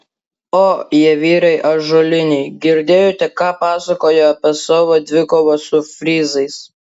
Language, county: Lithuanian, Klaipėda